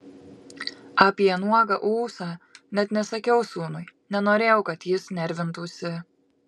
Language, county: Lithuanian, Kaunas